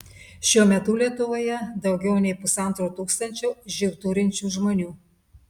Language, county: Lithuanian, Telšiai